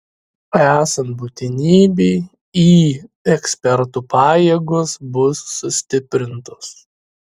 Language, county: Lithuanian, Šiauliai